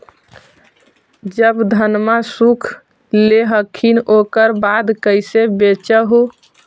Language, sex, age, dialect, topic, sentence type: Magahi, female, 18-24, Central/Standard, agriculture, question